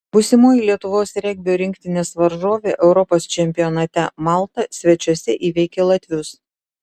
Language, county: Lithuanian, Šiauliai